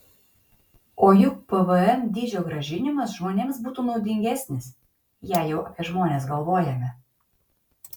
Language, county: Lithuanian, Kaunas